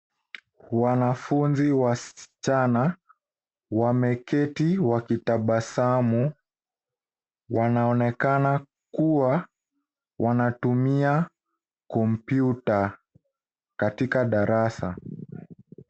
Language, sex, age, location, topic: Swahili, male, 18-24, Nairobi, education